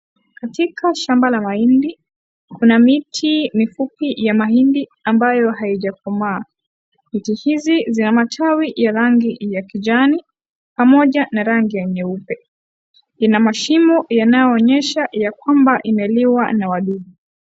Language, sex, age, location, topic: Swahili, female, 18-24, Kisii, agriculture